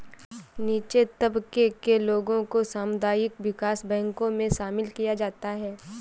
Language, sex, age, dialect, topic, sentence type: Hindi, female, 18-24, Awadhi Bundeli, banking, statement